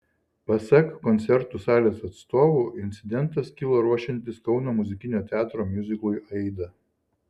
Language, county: Lithuanian, Šiauliai